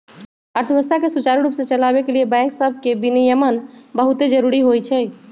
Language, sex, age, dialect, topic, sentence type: Magahi, female, 56-60, Western, banking, statement